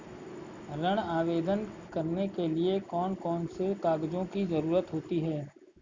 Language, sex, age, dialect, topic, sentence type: Hindi, male, 25-30, Kanauji Braj Bhasha, banking, question